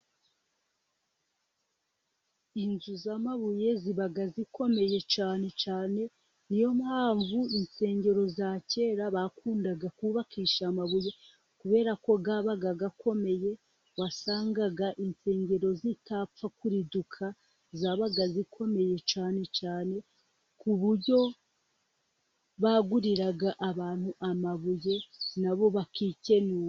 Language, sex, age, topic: Kinyarwanda, female, 25-35, government